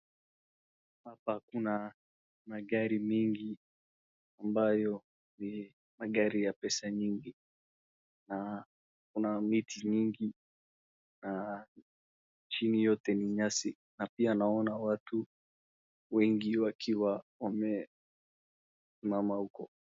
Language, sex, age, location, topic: Swahili, male, 18-24, Wajir, finance